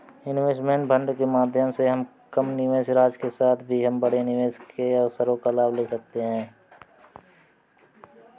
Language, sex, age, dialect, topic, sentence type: Hindi, male, 25-30, Awadhi Bundeli, banking, statement